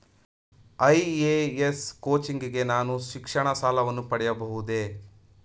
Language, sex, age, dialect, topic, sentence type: Kannada, male, 31-35, Mysore Kannada, banking, question